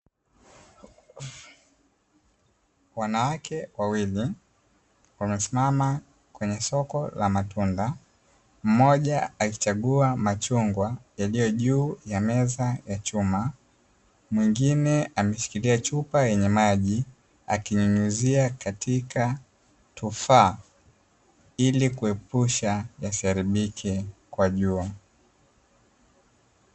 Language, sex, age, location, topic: Swahili, male, 18-24, Dar es Salaam, finance